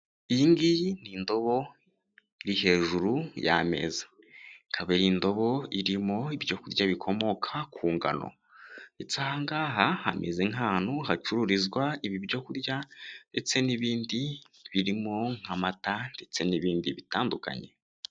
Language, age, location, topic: Kinyarwanda, 18-24, Kigali, finance